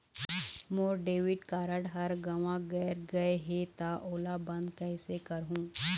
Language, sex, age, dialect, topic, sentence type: Chhattisgarhi, female, 25-30, Eastern, banking, question